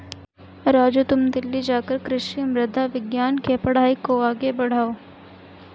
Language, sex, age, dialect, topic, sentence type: Hindi, female, 18-24, Hindustani Malvi Khadi Boli, agriculture, statement